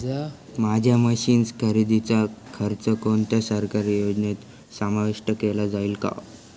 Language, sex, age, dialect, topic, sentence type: Marathi, male, <18, Standard Marathi, agriculture, question